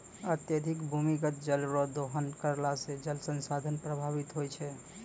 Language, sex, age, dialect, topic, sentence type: Maithili, male, 25-30, Angika, agriculture, statement